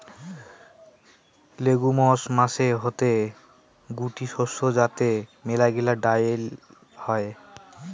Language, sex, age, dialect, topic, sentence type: Bengali, male, 60-100, Rajbangshi, agriculture, statement